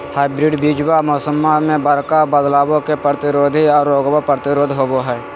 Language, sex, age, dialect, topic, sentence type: Magahi, male, 56-60, Southern, agriculture, statement